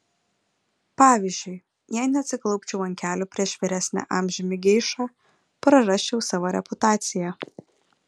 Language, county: Lithuanian, Vilnius